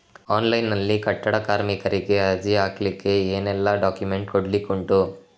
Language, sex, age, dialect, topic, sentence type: Kannada, male, 25-30, Coastal/Dakshin, banking, question